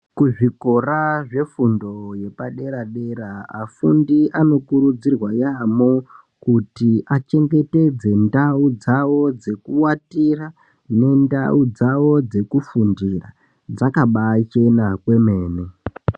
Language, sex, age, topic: Ndau, male, 18-24, education